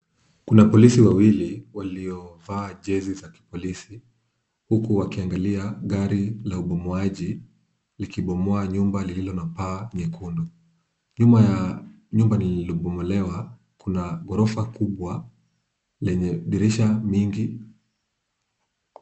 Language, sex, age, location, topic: Swahili, male, 25-35, Kisumu, health